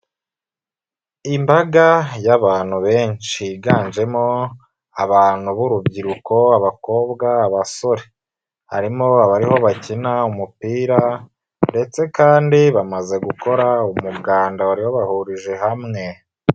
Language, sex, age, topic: Kinyarwanda, female, 36-49, government